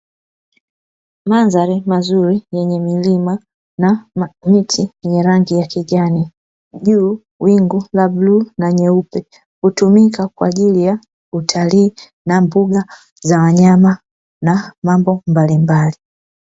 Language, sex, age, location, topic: Swahili, female, 36-49, Dar es Salaam, agriculture